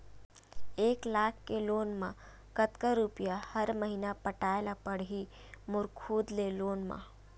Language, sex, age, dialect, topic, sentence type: Chhattisgarhi, female, 18-24, Western/Budati/Khatahi, banking, question